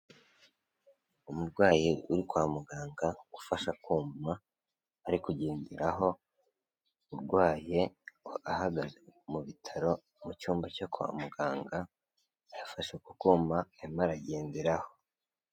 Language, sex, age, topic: Kinyarwanda, male, 18-24, health